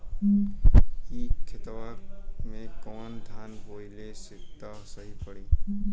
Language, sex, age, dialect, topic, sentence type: Bhojpuri, male, 18-24, Western, agriculture, question